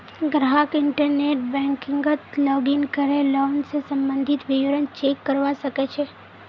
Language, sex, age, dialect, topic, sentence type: Magahi, female, 18-24, Northeastern/Surjapuri, banking, statement